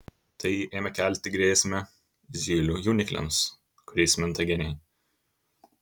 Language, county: Lithuanian, Kaunas